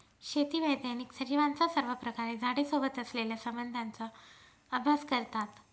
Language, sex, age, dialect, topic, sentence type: Marathi, female, 31-35, Northern Konkan, agriculture, statement